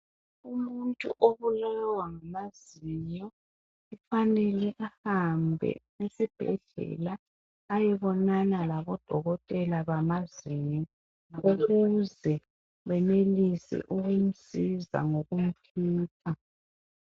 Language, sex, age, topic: North Ndebele, male, 50+, health